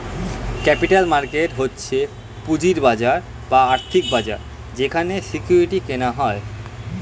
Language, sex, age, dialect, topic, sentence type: Bengali, male, <18, Standard Colloquial, banking, statement